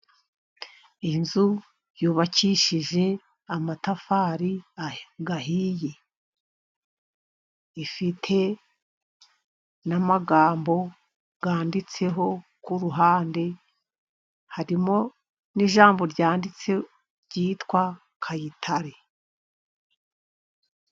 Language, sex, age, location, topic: Kinyarwanda, female, 50+, Musanze, finance